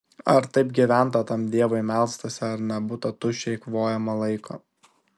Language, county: Lithuanian, Šiauliai